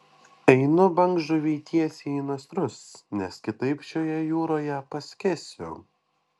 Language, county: Lithuanian, Panevėžys